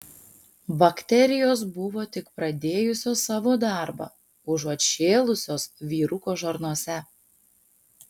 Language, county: Lithuanian, Panevėžys